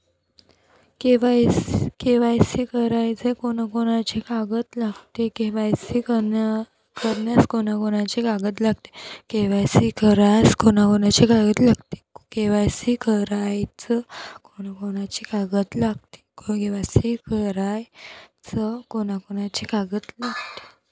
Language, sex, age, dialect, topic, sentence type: Marathi, female, 18-24, Varhadi, banking, question